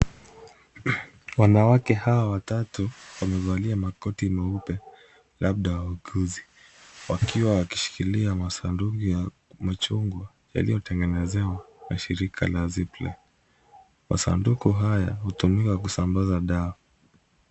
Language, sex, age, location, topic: Swahili, male, 25-35, Kisumu, health